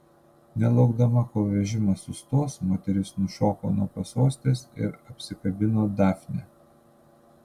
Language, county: Lithuanian, Panevėžys